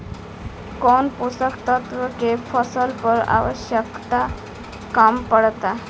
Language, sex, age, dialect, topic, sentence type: Bhojpuri, female, 18-24, Southern / Standard, agriculture, question